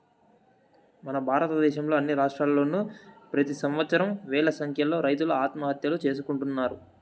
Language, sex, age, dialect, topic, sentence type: Telugu, male, 18-24, Southern, agriculture, statement